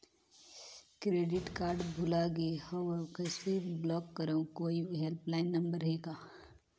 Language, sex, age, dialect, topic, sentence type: Chhattisgarhi, female, 18-24, Northern/Bhandar, banking, question